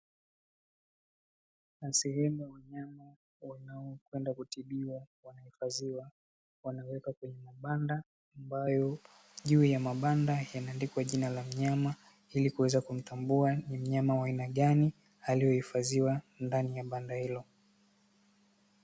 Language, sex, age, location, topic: Swahili, male, 18-24, Dar es Salaam, agriculture